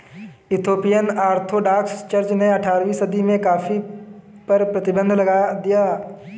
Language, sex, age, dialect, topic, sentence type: Hindi, male, 18-24, Kanauji Braj Bhasha, agriculture, statement